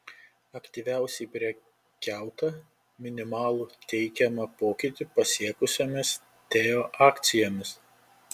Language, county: Lithuanian, Panevėžys